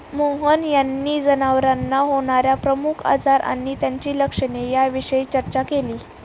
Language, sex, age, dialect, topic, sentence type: Marathi, female, 36-40, Standard Marathi, agriculture, statement